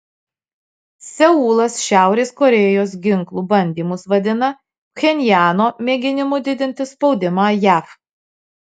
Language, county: Lithuanian, Marijampolė